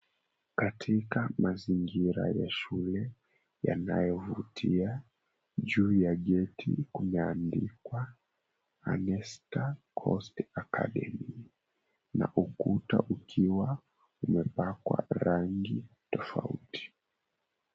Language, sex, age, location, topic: Swahili, male, 18-24, Mombasa, education